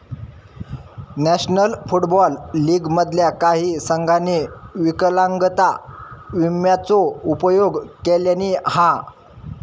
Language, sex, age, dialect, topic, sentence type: Marathi, female, 25-30, Southern Konkan, banking, statement